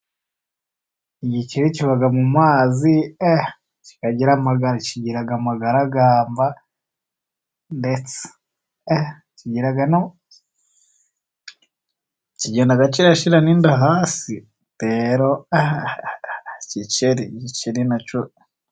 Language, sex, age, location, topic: Kinyarwanda, male, 25-35, Musanze, agriculture